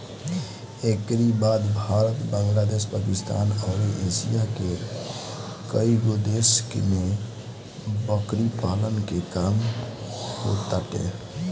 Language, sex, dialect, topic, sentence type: Bhojpuri, male, Northern, agriculture, statement